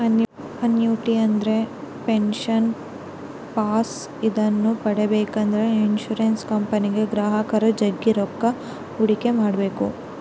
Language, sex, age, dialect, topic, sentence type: Kannada, female, 18-24, Central, banking, statement